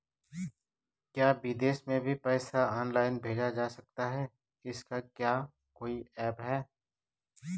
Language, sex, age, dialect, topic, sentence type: Hindi, male, 36-40, Garhwali, banking, question